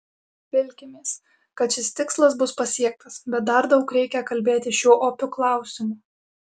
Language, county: Lithuanian, Alytus